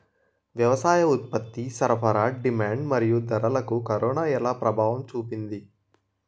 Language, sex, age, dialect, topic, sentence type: Telugu, male, 18-24, Utterandhra, agriculture, question